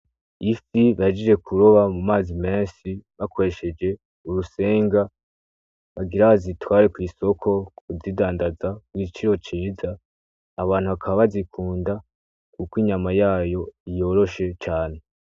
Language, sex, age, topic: Rundi, male, 18-24, agriculture